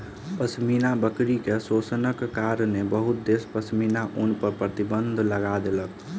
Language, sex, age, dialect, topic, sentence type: Maithili, male, 25-30, Southern/Standard, agriculture, statement